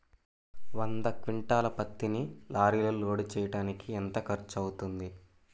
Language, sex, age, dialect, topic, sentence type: Telugu, male, 18-24, Central/Coastal, agriculture, question